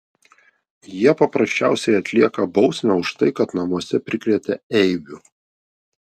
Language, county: Lithuanian, Vilnius